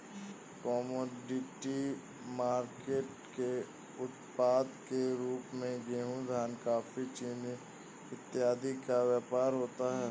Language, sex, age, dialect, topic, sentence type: Hindi, male, 18-24, Awadhi Bundeli, banking, statement